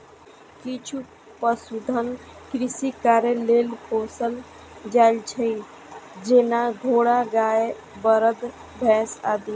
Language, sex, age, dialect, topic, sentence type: Maithili, female, 51-55, Eastern / Thethi, agriculture, statement